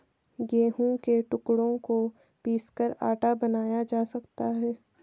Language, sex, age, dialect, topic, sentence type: Hindi, female, 18-24, Hindustani Malvi Khadi Boli, agriculture, statement